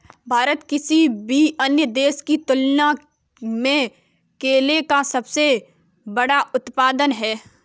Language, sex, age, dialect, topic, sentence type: Hindi, female, 18-24, Kanauji Braj Bhasha, agriculture, statement